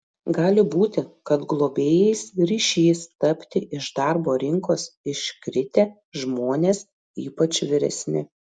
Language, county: Lithuanian, Panevėžys